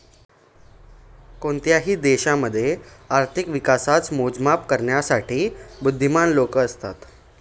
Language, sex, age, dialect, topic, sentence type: Marathi, male, 18-24, Northern Konkan, banking, statement